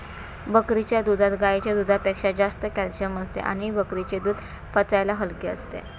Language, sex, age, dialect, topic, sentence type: Marathi, female, 41-45, Standard Marathi, agriculture, statement